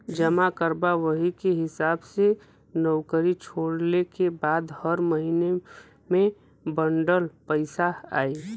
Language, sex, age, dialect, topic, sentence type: Bhojpuri, male, 25-30, Western, banking, statement